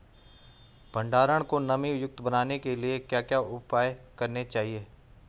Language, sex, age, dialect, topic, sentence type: Hindi, male, 41-45, Garhwali, agriculture, question